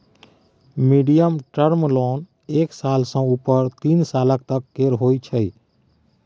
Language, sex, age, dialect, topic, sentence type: Maithili, male, 31-35, Bajjika, banking, statement